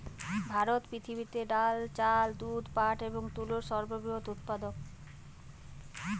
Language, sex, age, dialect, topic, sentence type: Bengali, female, 31-35, Jharkhandi, agriculture, statement